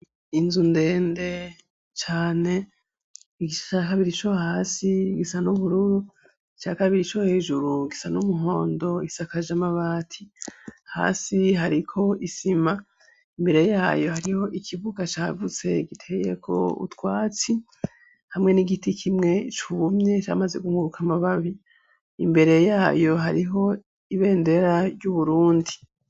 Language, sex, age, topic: Rundi, male, 25-35, education